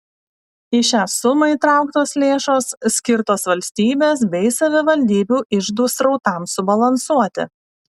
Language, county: Lithuanian, Alytus